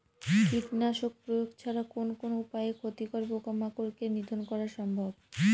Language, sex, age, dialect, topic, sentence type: Bengali, female, 18-24, Northern/Varendri, agriculture, question